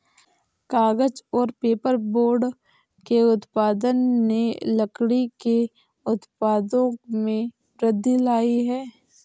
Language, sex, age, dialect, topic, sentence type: Hindi, female, 18-24, Awadhi Bundeli, agriculture, statement